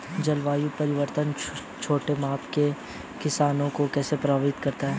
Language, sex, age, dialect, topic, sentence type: Hindi, male, 18-24, Hindustani Malvi Khadi Boli, agriculture, question